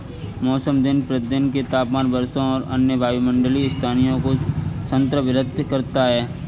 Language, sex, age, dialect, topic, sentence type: Hindi, male, 25-30, Kanauji Braj Bhasha, agriculture, statement